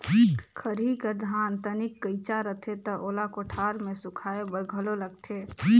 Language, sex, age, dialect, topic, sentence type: Chhattisgarhi, female, 18-24, Northern/Bhandar, agriculture, statement